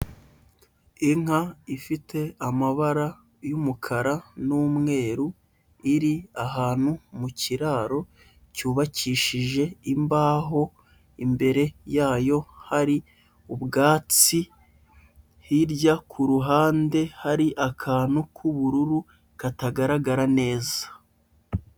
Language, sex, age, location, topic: Kinyarwanda, male, 25-35, Huye, agriculture